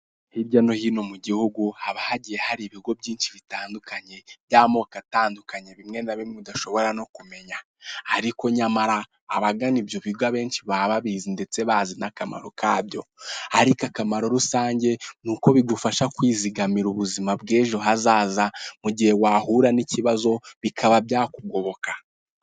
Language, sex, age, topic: Kinyarwanda, male, 18-24, finance